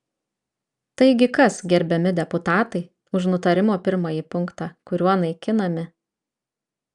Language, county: Lithuanian, Vilnius